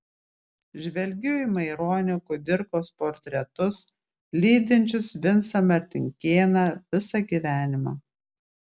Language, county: Lithuanian, Klaipėda